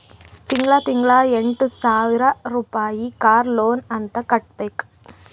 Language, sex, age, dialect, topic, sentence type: Kannada, female, 25-30, Northeastern, banking, statement